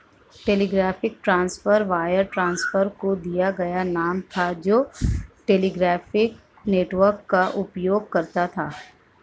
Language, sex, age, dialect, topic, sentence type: Hindi, female, 51-55, Marwari Dhudhari, banking, statement